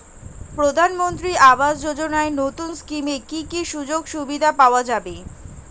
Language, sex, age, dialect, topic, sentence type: Bengali, female, 18-24, Standard Colloquial, banking, question